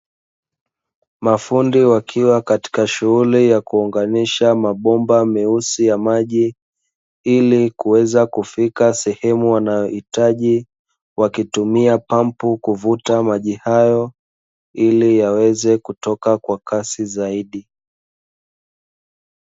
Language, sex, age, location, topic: Swahili, male, 25-35, Dar es Salaam, government